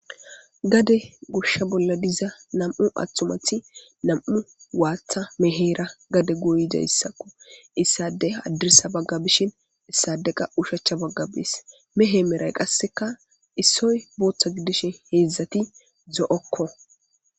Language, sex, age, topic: Gamo, female, 18-24, agriculture